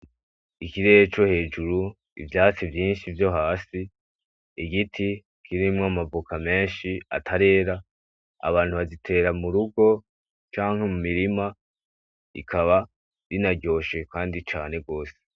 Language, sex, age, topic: Rundi, male, 18-24, agriculture